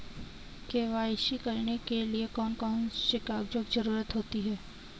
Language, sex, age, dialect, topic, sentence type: Hindi, female, 18-24, Kanauji Braj Bhasha, banking, question